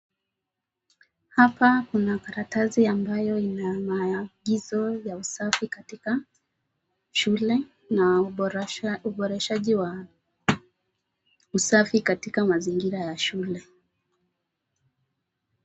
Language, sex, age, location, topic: Swahili, female, 25-35, Nakuru, education